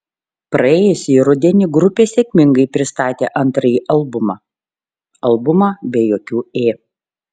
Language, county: Lithuanian, Šiauliai